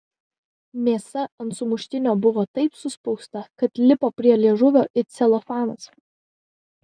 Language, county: Lithuanian, Vilnius